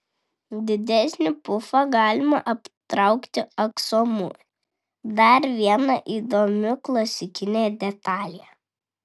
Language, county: Lithuanian, Vilnius